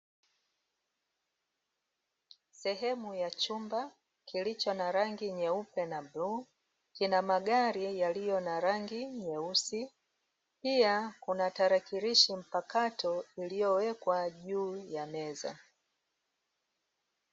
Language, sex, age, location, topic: Swahili, female, 36-49, Dar es Salaam, finance